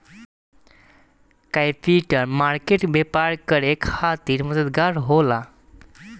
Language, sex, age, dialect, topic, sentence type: Bhojpuri, male, 18-24, Southern / Standard, banking, statement